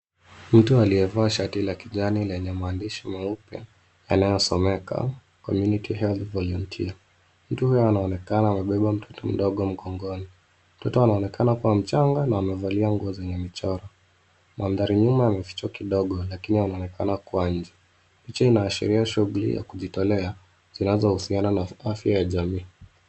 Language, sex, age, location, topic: Swahili, male, 25-35, Nairobi, health